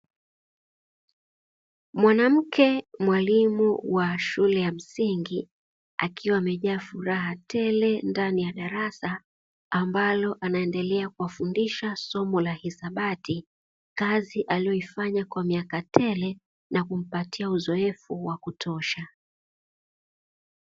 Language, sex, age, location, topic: Swahili, female, 18-24, Dar es Salaam, education